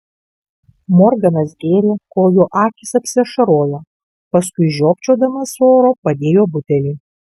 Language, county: Lithuanian, Kaunas